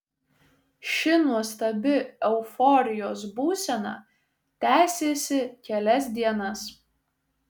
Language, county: Lithuanian, Šiauliai